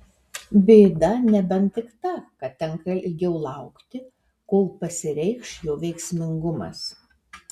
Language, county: Lithuanian, Alytus